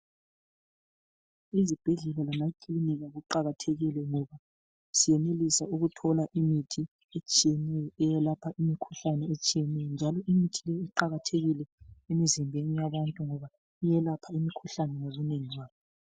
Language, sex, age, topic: North Ndebele, female, 36-49, health